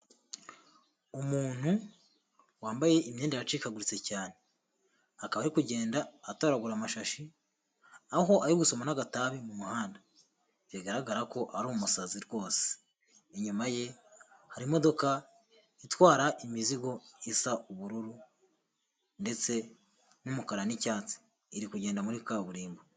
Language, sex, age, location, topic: Kinyarwanda, male, 18-24, Huye, health